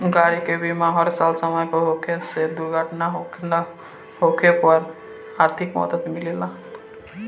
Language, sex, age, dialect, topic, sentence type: Bhojpuri, male, <18, Southern / Standard, banking, statement